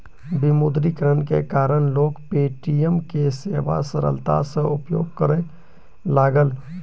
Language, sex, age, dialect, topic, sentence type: Maithili, male, 18-24, Southern/Standard, banking, statement